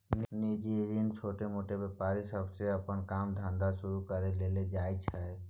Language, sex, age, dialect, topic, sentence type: Maithili, male, 18-24, Bajjika, banking, statement